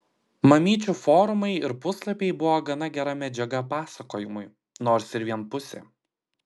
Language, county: Lithuanian, Klaipėda